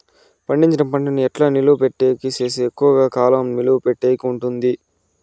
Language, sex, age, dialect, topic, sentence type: Telugu, male, 60-100, Southern, agriculture, question